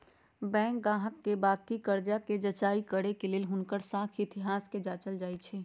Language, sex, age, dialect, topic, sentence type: Magahi, female, 60-100, Western, banking, statement